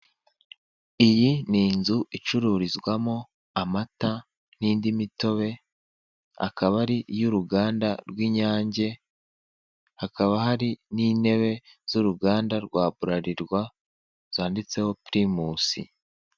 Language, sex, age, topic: Kinyarwanda, male, 18-24, finance